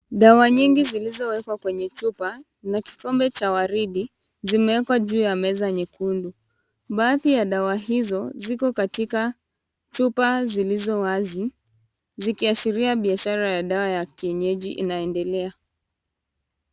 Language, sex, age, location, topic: Swahili, female, 18-24, Kisumu, health